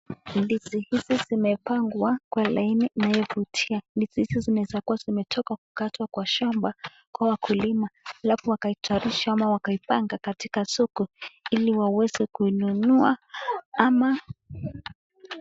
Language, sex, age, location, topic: Swahili, female, 25-35, Nakuru, agriculture